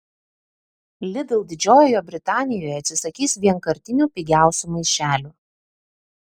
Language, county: Lithuanian, Telšiai